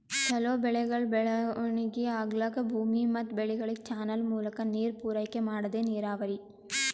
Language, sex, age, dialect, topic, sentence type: Kannada, female, 18-24, Northeastern, agriculture, statement